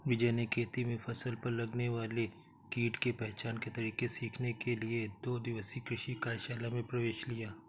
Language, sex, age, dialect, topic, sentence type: Hindi, male, 18-24, Awadhi Bundeli, agriculture, statement